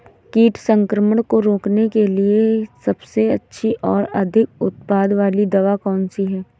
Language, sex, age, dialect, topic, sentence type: Hindi, female, 18-24, Awadhi Bundeli, agriculture, question